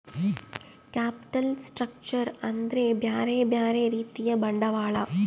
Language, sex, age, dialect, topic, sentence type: Kannada, female, 31-35, Central, banking, statement